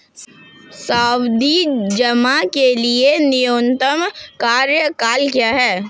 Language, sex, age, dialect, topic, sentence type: Hindi, female, 18-24, Marwari Dhudhari, banking, question